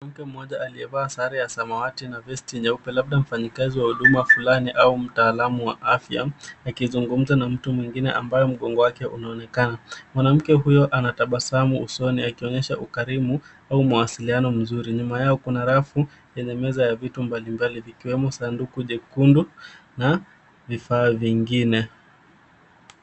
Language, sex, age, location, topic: Swahili, male, 18-24, Nairobi, health